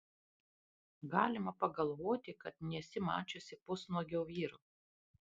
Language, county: Lithuanian, Panevėžys